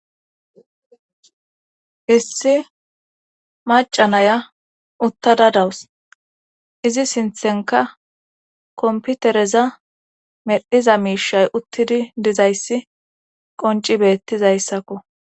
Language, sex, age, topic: Gamo, female, 18-24, government